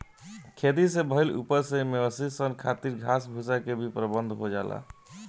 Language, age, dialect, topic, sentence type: Bhojpuri, 18-24, Southern / Standard, agriculture, statement